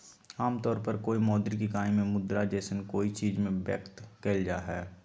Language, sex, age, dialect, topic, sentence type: Magahi, male, 18-24, Southern, banking, statement